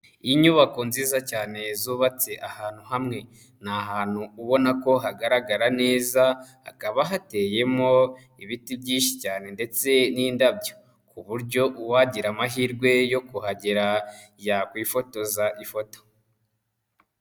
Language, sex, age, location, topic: Kinyarwanda, male, 25-35, Kigali, education